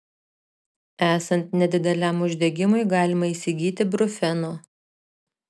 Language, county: Lithuanian, Šiauliai